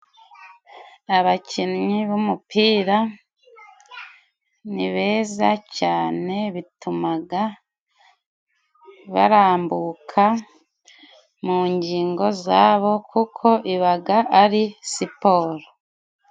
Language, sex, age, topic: Kinyarwanda, female, 25-35, government